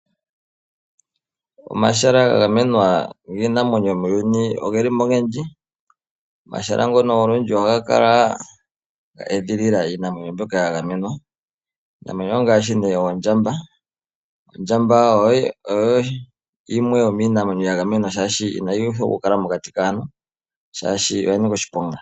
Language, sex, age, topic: Oshiwambo, male, 25-35, agriculture